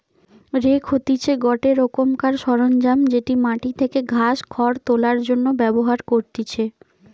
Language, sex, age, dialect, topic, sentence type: Bengali, female, 25-30, Western, agriculture, statement